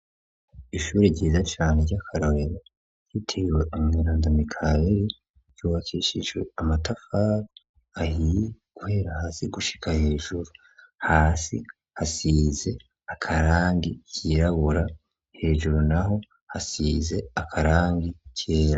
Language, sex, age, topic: Rundi, male, 18-24, education